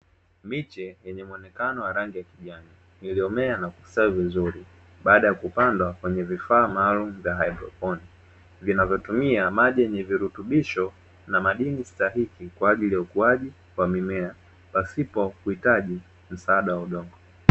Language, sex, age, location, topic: Swahili, male, 18-24, Dar es Salaam, agriculture